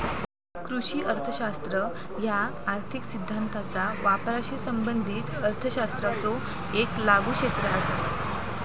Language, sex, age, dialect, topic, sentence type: Marathi, female, 18-24, Southern Konkan, banking, statement